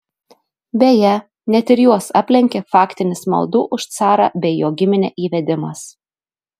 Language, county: Lithuanian, Telšiai